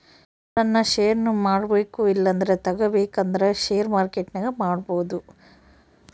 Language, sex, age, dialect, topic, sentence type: Kannada, female, 25-30, Central, banking, statement